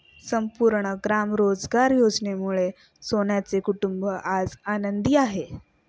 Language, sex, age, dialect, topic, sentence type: Marathi, female, 18-24, Standard Marathi, banking, statement